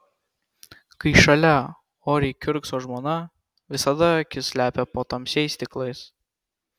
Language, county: Lithuanian, Kaunas